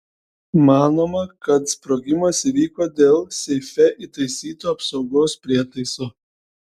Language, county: Lithuanian, Šiauliai